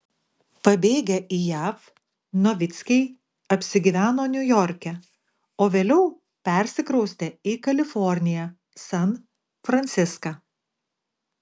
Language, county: Lithuanian, Klaipėda